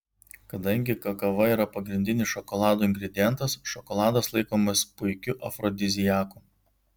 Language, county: Lithuanian, Vilnius